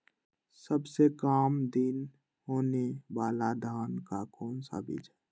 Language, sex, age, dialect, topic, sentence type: Magahi, male, 18-24, Western, agriculture, question